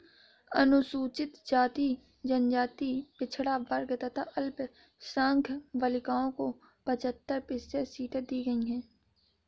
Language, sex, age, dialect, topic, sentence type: Hindi, female, 56-60, Awadhi Bundeli, banking, statement